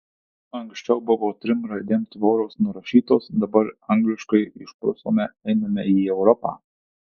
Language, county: Lithuanian, Tauragė